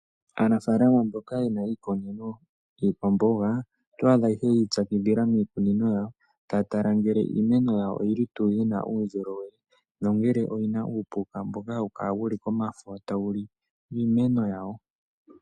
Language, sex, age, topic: Oshiwambo, male, 18-24, agriculture